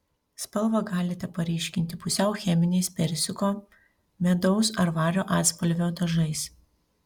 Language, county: Lithuanian, Panevėžys